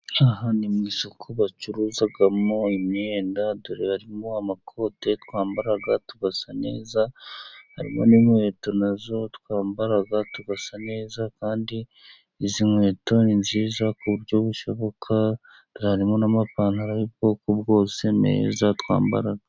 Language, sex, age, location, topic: Kinyarwanda, male, 50+, Musanze, finance